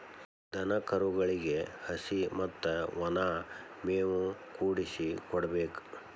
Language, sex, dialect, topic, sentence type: Kannada, male, Dharwad Kannada, agriculture, statement